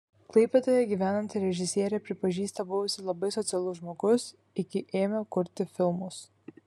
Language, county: Lithuanian, Kaunas